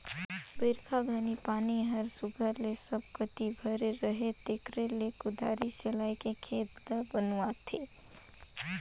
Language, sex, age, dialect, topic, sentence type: Chhattisgarhi, female, 18-24, Northern/Bhandar, agriculture, statement